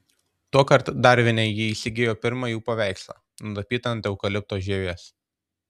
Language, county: Lithuanian, Tauragė